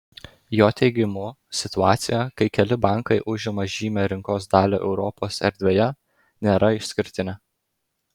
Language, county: Lithuanian, Klaipėda